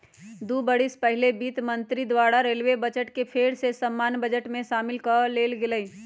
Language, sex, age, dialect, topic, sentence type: Magahi, female, 31-35, Western, banking, statement